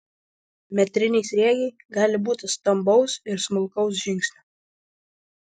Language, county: Lithuanian, Vilnius